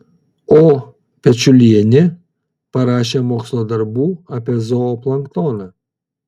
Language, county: Lithuanian, Vilnius